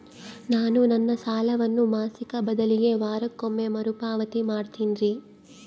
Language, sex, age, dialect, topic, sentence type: Kannada, female, 31-35, Central, banking, statement